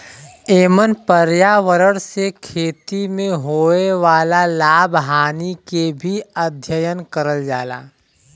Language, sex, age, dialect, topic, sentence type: Bhojpuri, male, 31-35, Western, agriculture, statement